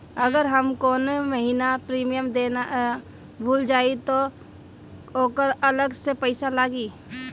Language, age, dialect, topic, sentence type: Bhojpuri, 18-24, Northern, banking, question